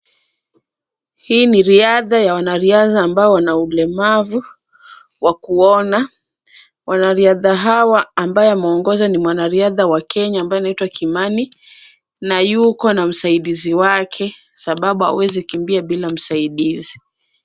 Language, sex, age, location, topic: Swahili, female, 25-35, Kisumu, education